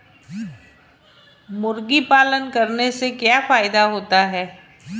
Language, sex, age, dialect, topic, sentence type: Hindi, female, 51-55, Marwari Dhudhari, agriculture, question